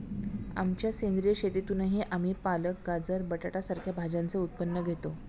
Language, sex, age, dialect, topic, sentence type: Marathi, female, 31-35, Standard Marathi, agriculture, statement